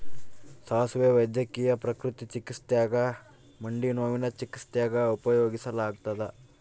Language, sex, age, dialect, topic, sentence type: Kannada, male, 18-24, Central, agriculture, statement